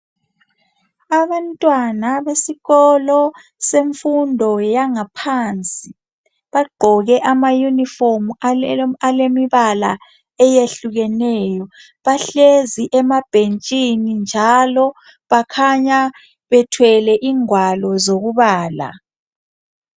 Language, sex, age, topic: North Ndebele, male, 25-35, education